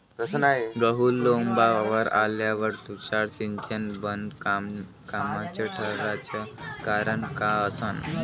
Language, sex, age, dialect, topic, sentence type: Marathi, male, <18, Varhadi, agriculture, question